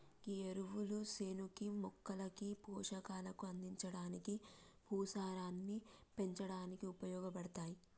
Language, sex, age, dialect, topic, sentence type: Telugu, female, 18-24, Telangana, agriculture, statement